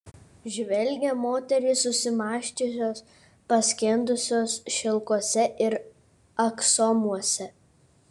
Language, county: Lithuanian, Kaunas